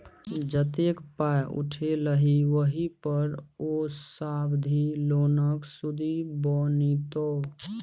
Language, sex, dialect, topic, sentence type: Maithili, male, Bajjika, banking, statement